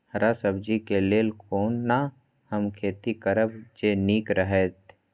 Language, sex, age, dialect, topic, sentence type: Maithili, male, 25-30, Eastern / Thethi, agriculture, question